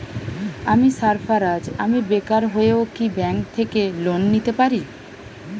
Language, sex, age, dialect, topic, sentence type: Bengali, female, 36-40, Standard Colloquial, banking, question